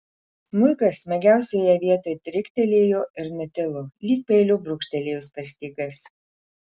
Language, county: Lithuanian, Marijampolė